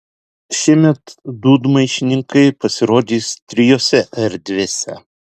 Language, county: Lithuanian, Alytus